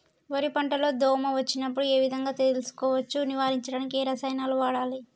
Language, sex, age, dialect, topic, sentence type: Telugu, male, 18-24, Telangana, agriculture, question